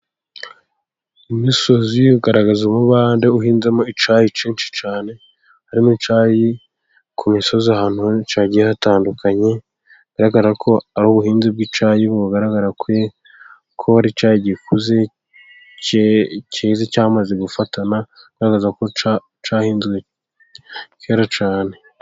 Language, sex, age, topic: Kinyarwanda, male, 18-24, agriculture